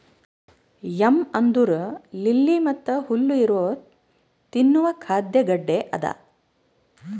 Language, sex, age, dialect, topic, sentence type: Kannada, female, 36-40, Northeastern, agriculture, statement